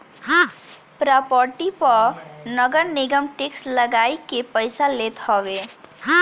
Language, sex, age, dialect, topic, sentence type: Bhojpuri, male, <18, Northern, banking, statement